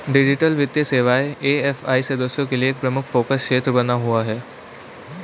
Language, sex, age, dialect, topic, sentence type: Hindi, male, 18-24, Hindustani Malvi Khadi Boli, banking, statement